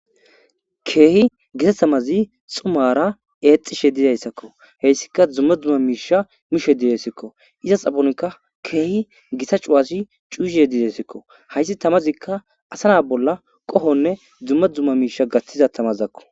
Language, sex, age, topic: Gamo, male, 18-24, government